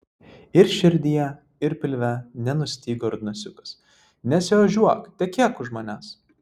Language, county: Lithuanian, Vilnius